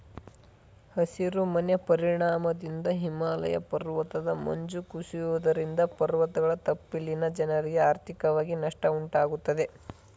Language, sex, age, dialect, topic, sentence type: Kannada, male, 18-24, Mysore Kannada, agriculture, statement